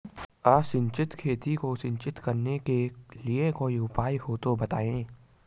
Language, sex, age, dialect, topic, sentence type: Hindi, male, 18-24, Garhwali, agriculture, question